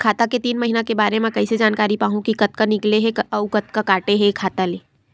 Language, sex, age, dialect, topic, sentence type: Chhattisgarhi, female, 25-30, Western/Budati/Khatahi, banking, question